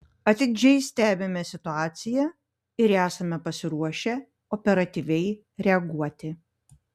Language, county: Lithuanian, Panevėžys